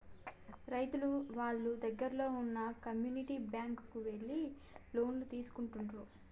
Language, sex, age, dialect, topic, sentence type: Telugu, female, 18-24, Telangana, banking, statement